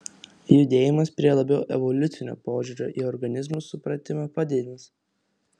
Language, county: Lithuanian, Vilnius